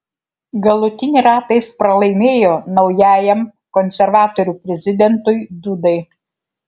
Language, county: Lithuanian, Kaunas